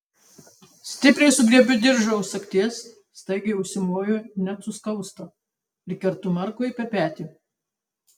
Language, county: Lithuanian, Tauragė